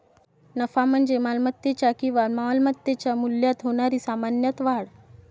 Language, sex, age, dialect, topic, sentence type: Marathi, female, 18-24, Varhadi, banking, statement